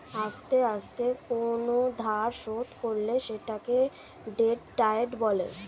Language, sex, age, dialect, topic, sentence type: Bengali, female, 25-30, Standard Colloquial, banking, statement